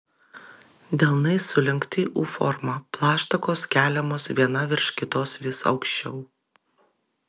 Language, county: Lithuanian, Vilnius